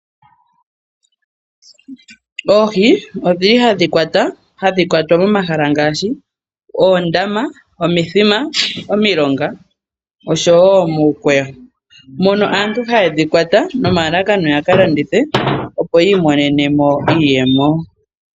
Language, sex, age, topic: Oshiwambo, female, 18-24, agriculture